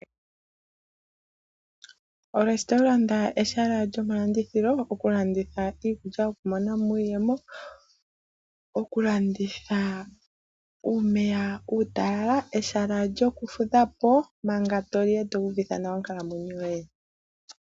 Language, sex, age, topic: Oshiwambo, female, 25-35, finance